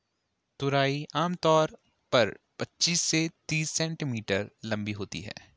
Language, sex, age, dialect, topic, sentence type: Hindi, male, 18-24, Garhwali, agriculture, statement